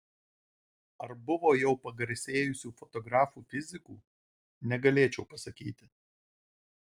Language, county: Lithuanian, Marijampolė